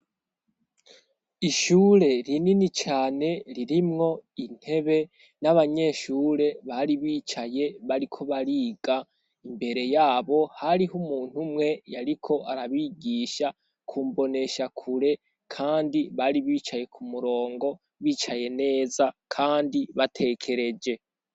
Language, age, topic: Rundi, 18-24, education